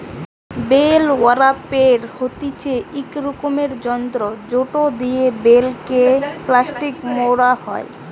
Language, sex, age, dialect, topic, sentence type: Bengali, female, 18-24, Western, agriculture, statement